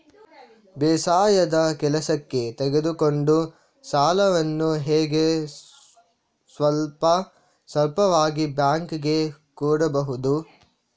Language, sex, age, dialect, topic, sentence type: Kannada, male, 46-50, Coastal/Dakshin, banking, question